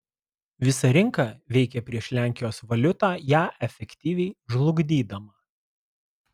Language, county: Lithuanian, Alytus